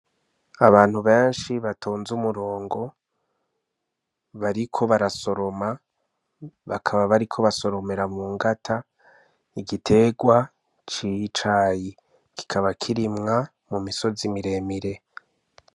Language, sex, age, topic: Rundi, male, 25-35, agriculture